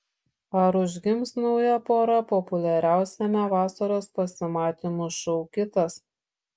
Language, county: Lithuanian, Šiauliai